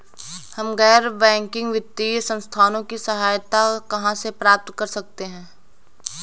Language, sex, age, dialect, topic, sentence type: Hindi, female, 18-24, Awadhi Bundeli, banking, question